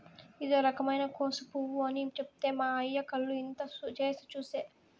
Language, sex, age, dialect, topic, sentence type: Telugu, female, 18-24, Southern, agriculture, statement